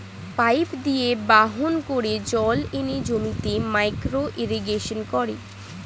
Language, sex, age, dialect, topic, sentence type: Bengali, female, 18-24, Standard Colloquial, agriculture, statement